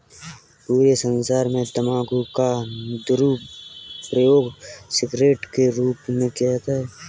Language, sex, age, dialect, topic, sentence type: Hindi, male, 18-24, Kanauji Braj Bhasha, agriculture, statement